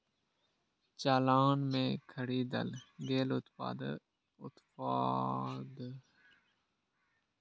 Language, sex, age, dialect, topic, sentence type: Maithili, male, 18-24, Eastern / Thethi, banking, statement